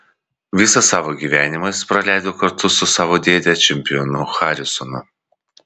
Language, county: Lithuanian, Vilnius